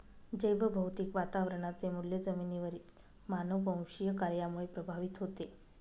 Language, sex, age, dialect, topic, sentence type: Marathi, female, 25-30, Northern Konkan, agriculture, statement